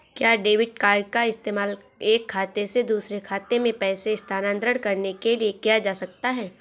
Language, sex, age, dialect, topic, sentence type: Hindi, female, 18-24, Awadhi Bundeli, banking, question